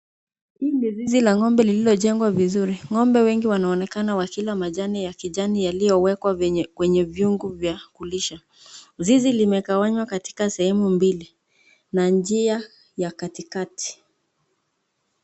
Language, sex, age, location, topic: Swahili, female, 25-35, Nakuru, agriculture